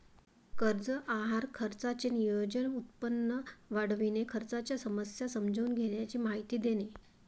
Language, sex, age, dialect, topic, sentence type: Marathi, female, 56-60, Varhadi, banking, statement